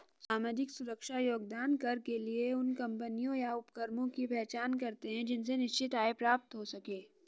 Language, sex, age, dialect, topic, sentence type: Hindi, female, 46-50, Hindustani Malvi Khadi Boli, banking, statement